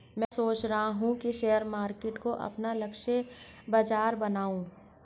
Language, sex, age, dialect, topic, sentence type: Hindi, female, 46-50, Hindustani Malvi Khadi Boli, banking, statement